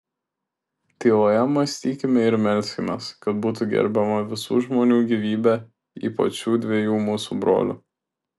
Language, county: Lithuanian, Šiauliai